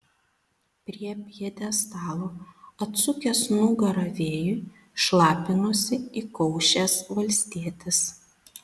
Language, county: Lithuanian, Panevėžys